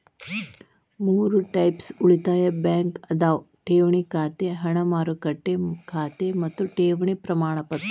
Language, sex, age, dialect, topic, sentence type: Kannada, female, 36-40, Dharwad Kannada, banking, statement